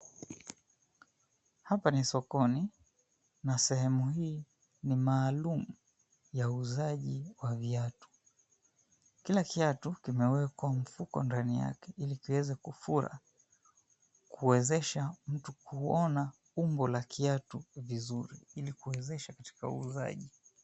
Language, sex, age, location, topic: Swahili, male, 25-35, Mombasa, finance